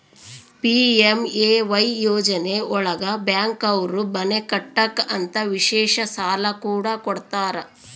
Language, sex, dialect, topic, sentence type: Kannada, female, Central, banking, statement